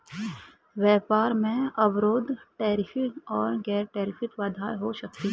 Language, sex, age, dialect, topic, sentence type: Hindi, male, 25-30, Hindustani Malvi Khadi Boli, banking, statement